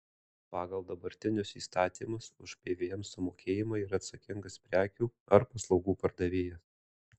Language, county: Lithuanian, Alytus